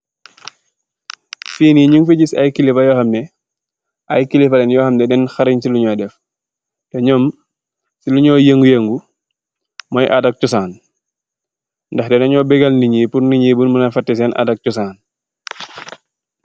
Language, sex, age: Wolof, male, 25-35